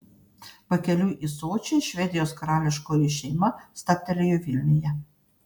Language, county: Lithuanian, Panevėžys